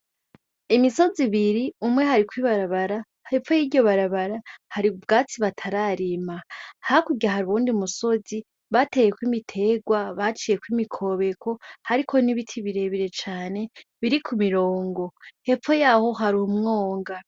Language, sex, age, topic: Rundi, female, 18-24, agriculture